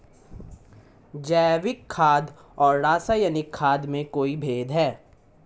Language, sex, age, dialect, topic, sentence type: Hindi, male, 18-24, Marwari Dhudhari, agriculture, question